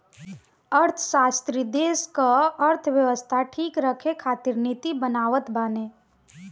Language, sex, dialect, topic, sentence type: Bhojpuri, female, Northern, banking, statement